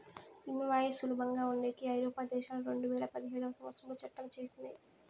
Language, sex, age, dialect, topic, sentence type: Telugu, female, 18-24, Southern, banking, statement